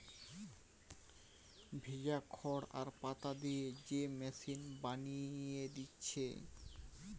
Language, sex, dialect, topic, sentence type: Bengali, male, Western, agriculture, statement